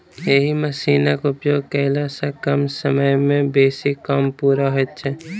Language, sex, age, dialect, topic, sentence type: Maithili, male, 36-40, Southern/Standard, agriculture, statement